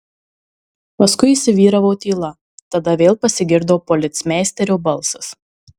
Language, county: Lithuanian, Marijampolė